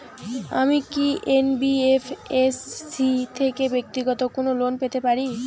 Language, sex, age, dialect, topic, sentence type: Bengali, female, 18-24, Rajbangshi, banking, question